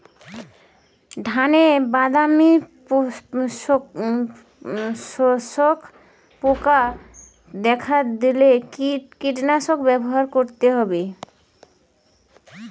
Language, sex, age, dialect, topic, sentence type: Bengali, female, 25-30, Rajbangshi, agriculture, question